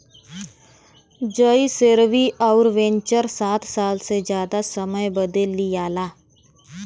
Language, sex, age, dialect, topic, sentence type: Bhojpuri, female, 36-40, Western, banking, statement